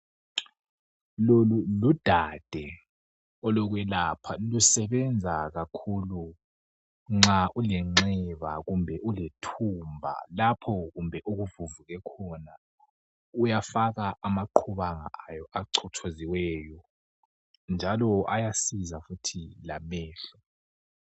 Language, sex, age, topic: North Ndebele, male, 18-24, health